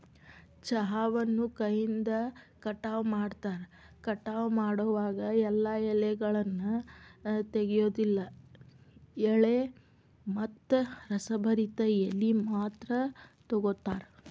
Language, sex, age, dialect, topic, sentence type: Kannada, female, 25-30, Dharwad Kannada, agriculture, statement